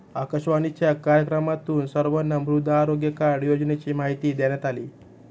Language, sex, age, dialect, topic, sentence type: Marathi, male, 18-24, Standard Marathi, agriculture, statement